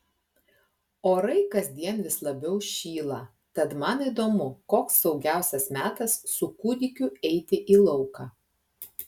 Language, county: Lithuanian, Klaipėda